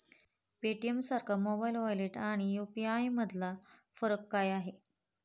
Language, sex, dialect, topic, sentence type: Marathi, female, Standard Marathi, banking, question